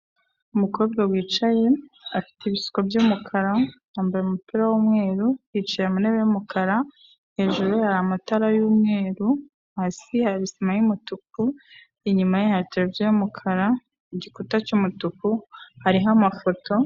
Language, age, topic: Kinyarwanda, 25-35, finance